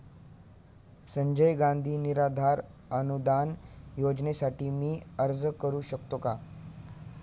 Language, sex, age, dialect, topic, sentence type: Marathi, male, 18-24, Standard Marathi, banking, question